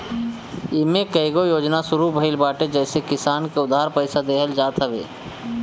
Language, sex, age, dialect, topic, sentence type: Bhojpuri, male, 25-30, Northern, agriculture, statement